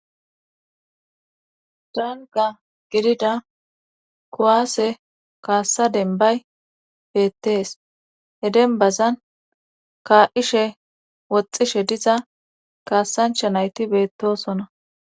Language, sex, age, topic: Gamo, female, 25-35, government